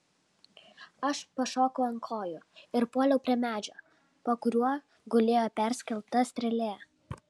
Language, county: Lithuanian, Vilnius